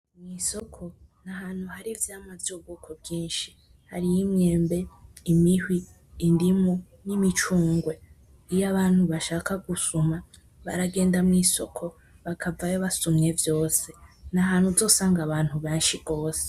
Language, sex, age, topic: Rundi, female, 18-24, agriculture